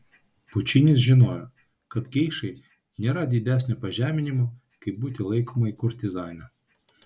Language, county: Lithuanian, Vilnius